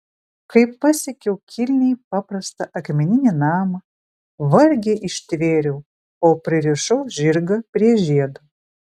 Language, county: Lithuanian, Vilnius